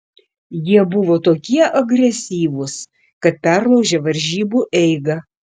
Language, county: Lithuanian, Šiauliai